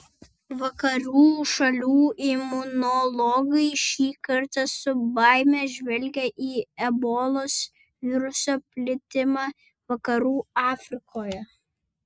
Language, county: Lithuanian, Vilnius